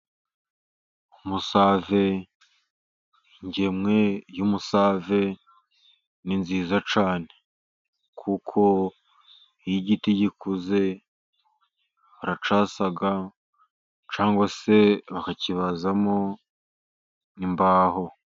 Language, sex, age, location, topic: Kinyarwanda, male, 50+, Musanze, agriculture